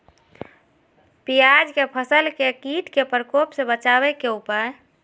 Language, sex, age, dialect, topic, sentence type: Magahi, female, 46-50, Southern, agriculture, question